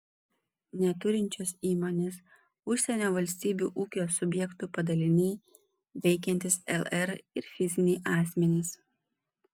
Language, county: Lithuanian, Panevėžys